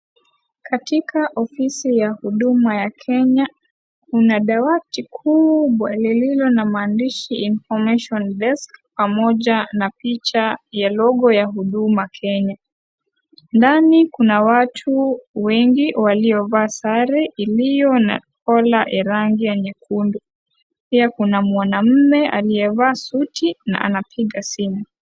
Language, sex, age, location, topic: Swahili, female, 18-24, Kisii, government